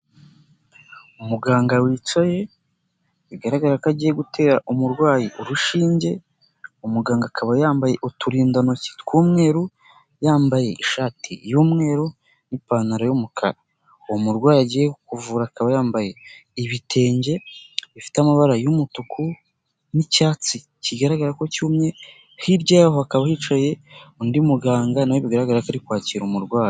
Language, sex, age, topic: Kinyarwanda, male, 18-24, health